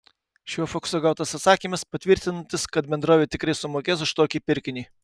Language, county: Lithuanian, Kaunas